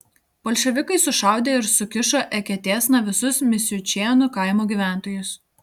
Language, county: Lithuanian, Telšiai